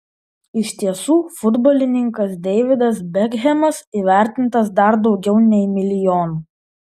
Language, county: Lithuanian, Vilnius